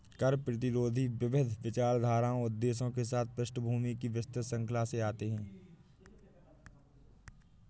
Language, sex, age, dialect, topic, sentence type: Hindi, male, 18-24, Awadhi Bundeli, banking, statement